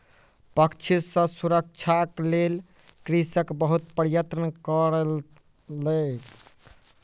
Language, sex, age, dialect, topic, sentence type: Maithili, male, 18-24, Southern/Standard, agriculture, statement